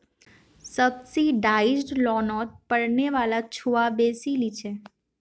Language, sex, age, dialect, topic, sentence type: Magahi, female, 18-24, Northeastern/Surjapuri, banking, statement